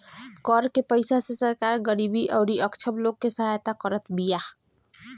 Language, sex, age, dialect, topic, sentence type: Bhojpuri, male, 18-24, Northern, banking, statement